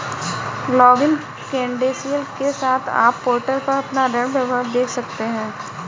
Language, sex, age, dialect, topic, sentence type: Hindi, female, 31-35, Kanauji Braj Bhasha, banking, statement